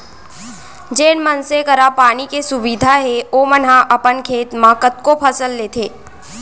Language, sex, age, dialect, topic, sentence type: Chhattisgarhi, female, 18-24, Central, agriculture, statement